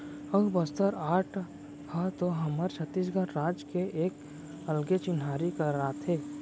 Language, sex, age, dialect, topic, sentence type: Chhattisgarhi, male, 41-45, Central, banking, statement